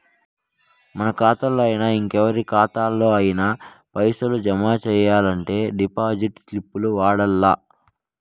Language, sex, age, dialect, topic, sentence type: Telugu, male, 56-60, Southern, banking, statement